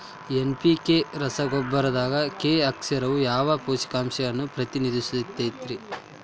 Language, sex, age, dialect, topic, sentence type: Kannada, male, 18-24, Dharwad Kannada, agriculture, question